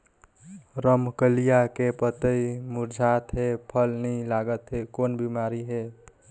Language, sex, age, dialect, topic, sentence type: Chhattisgarhi, male, 18-24, Northern/Bhandar, agriculture, question